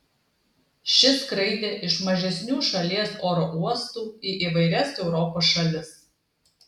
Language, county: Lithuanian, Klaipėda